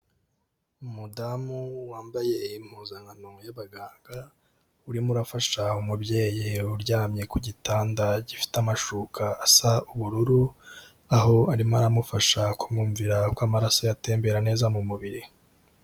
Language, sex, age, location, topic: Kinyarwanda, male, 18-24, Kigali, health